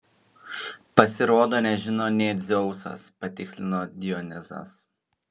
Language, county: Lithuanian, Šiauliai